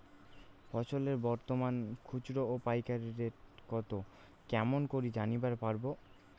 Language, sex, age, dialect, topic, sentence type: Bengali, male, 18-24, Rajbangshi, agriculture, question